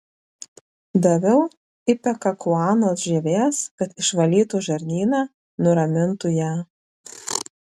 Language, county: Lithuanian, Vilnius